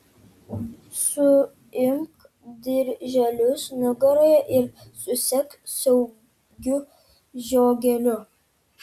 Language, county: Lithuanian, Kaunas